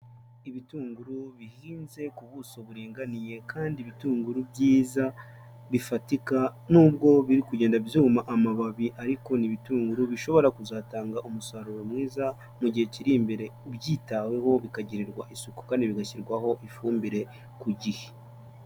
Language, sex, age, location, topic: Kinyarwanda, male, 18-24, Huye, agriculture